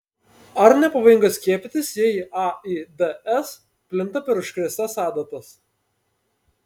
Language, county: Lithuanian, Panevėžys